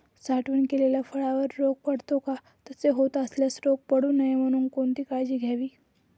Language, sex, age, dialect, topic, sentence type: Marathi, female, 18-24, Northern Konkan, agriculture, question